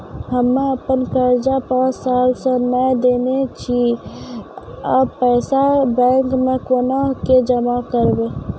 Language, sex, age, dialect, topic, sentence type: Maithili, female, 18-24, Angika, banking, question